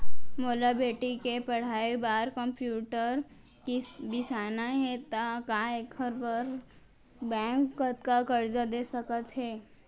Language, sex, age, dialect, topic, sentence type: Chhattisgarhi, female, 18-24, Central, banking, question